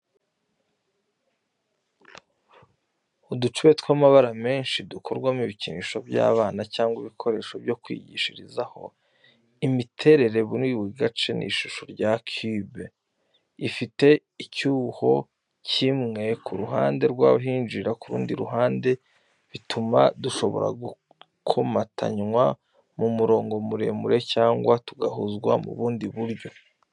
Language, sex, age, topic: Kinyarwanda, male, 25-35, education